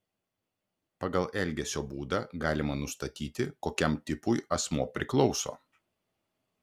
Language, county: Lithuanian, Klaipėda